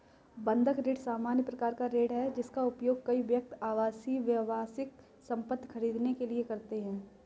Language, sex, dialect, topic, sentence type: Hindi, female, Kanauji Braj Bhasha, banking, statement